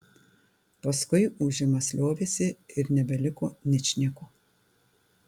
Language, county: Lithuanian, Tauragė